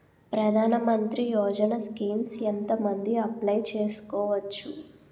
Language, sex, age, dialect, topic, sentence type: Telugu, female, 18-24, Utterandhra, banking, question